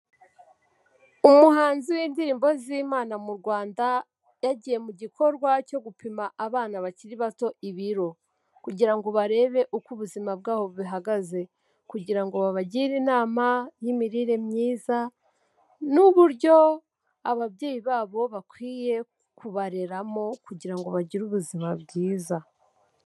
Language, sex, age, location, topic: Kinyarwanda, female, 18-24, Kigali, health